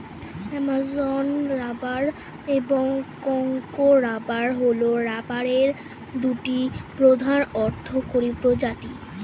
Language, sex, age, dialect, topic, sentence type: Bengali, female, 25-30, Standard Colloquial, agriculture, statement